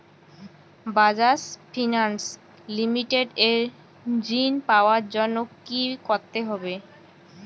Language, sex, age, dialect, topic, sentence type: Bengali, female, 18-24, Rajbangshi, banking, question